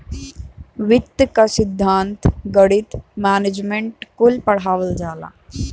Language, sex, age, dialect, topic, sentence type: Bhojpuri, female, 18-24, Western, banking, statement